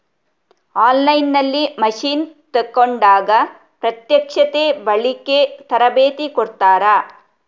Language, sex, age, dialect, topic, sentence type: Kannada, female, 36-40, Coastal/Dakshin, agriculture, question